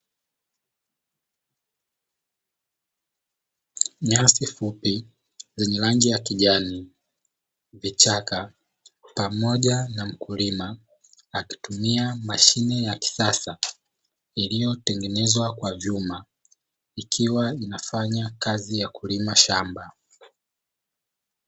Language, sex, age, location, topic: Swahili, male, 18-24, Dar es Salaam, agriculture